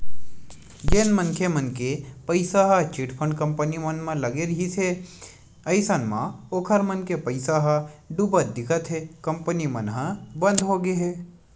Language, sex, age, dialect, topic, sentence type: Chhattisgarhi, male, 18-24, Western/Budati/Khatahi, banking, statement